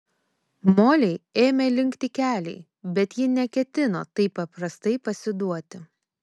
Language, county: Lithuanian, Kaunas